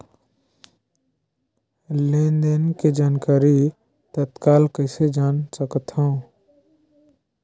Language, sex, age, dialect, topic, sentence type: Chhattisgarhi, male, 18-24, Northern/Bhandar, banking, question